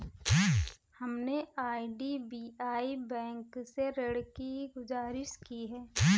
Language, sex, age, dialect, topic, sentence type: Hindi, female, 18-24, Kanauji Braj Bhasha, banking, statement